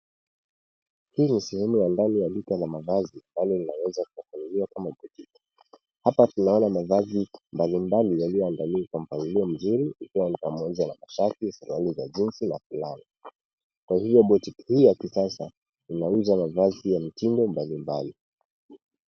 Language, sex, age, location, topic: Swahili, male, 18-24, Nairobi, finance